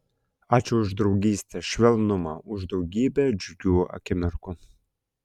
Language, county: Lithuanian, Klaipėda